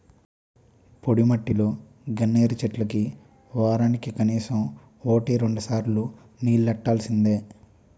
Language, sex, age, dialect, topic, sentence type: Telugu, male, 25-30, Utterandhra, agriculture, statement